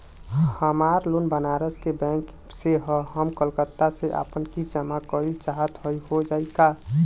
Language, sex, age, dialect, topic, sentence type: Bhojpuri, male, 18-24, Western, banking, question